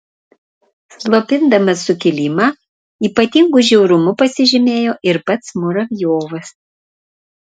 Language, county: Lithuanian, Panevėžys